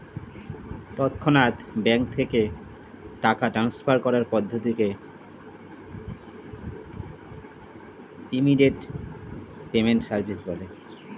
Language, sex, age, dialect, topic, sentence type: Bengali, male, 31-35, Standard Colloquial, banking, statement